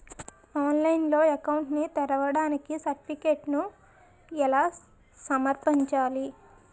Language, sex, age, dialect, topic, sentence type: Telugu, female, 18-24, Utterandhra, banking, question